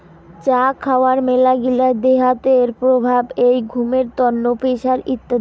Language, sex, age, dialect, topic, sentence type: Bengali, female, 18-24, Rajbangshi, agriculture, statement